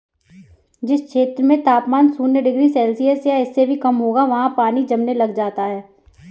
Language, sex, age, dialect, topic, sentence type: Hindi, female, 18-24, Kanauji Braj Bhasha, agriculture, statement